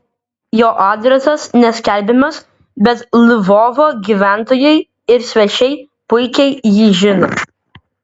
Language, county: Lithuanian, Vilnius